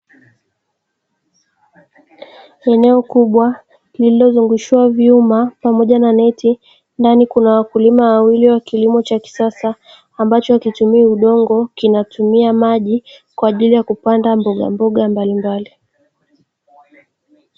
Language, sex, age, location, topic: Swahili, female, 18-24, Dar es Salaam, agriculture